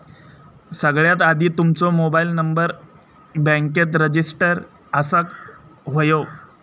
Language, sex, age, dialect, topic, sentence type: Marathi, female, 25-30, Southern Konkan, banking, statement